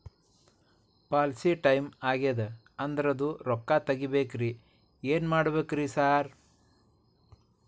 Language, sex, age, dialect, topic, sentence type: Kannada, male, 46-50, Dharwad Kannada, banking, question